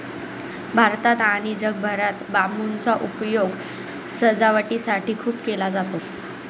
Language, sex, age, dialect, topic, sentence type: Marathi, female, 18-24, Northern Konkan, agriculture, statement